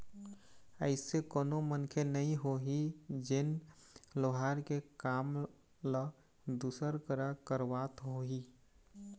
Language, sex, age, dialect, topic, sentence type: Chhattisgarhi, male, 18-24, Eastern, banking, statement